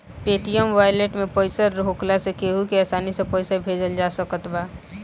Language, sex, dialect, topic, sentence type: Bhojpuri, female, Northern, banking, statement